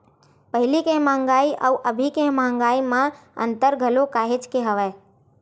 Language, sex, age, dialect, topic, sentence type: Chhattisgarhi, female, 25-30, Western/Budati/Khatahi, banking, statement